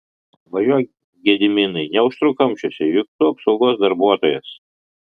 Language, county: Lithuanian, Kaunas